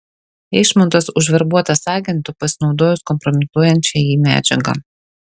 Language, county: Lithuanian, Šiauliai